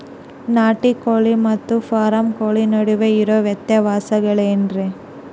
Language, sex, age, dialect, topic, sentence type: Kannada, female, 18-24, Dharwad Kannada, agriculture, question